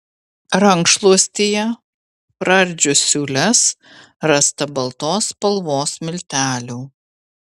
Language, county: Lithuanian, Vilnius